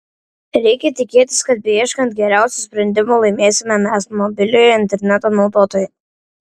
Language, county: Lithuanian, Vilnius